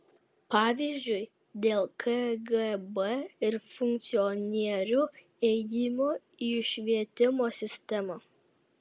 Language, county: Lithuanian, Kaunas